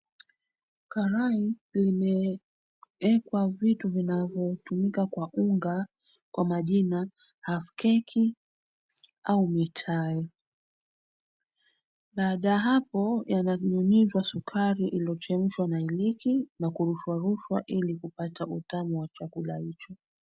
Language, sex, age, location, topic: Swahili, female, 36-49, Mombasa, agriculture